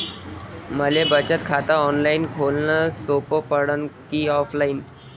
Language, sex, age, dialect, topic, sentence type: Marathi, male, 18-24, Varhadi, banking, question